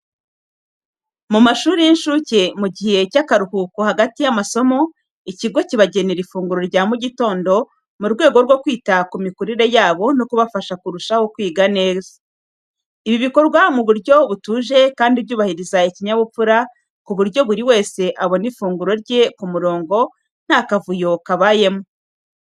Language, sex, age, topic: Kinyarwanda, female, 36-49, education